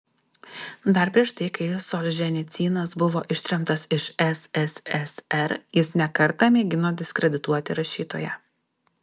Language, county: Lithuanian, Alytus